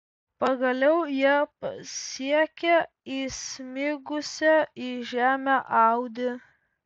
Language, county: Lithuanian, Vilnius